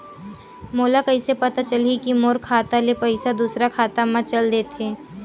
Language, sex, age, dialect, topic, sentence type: Chhattisgarhi, female, 18-24, Western/Budati/Khatahi, banking, question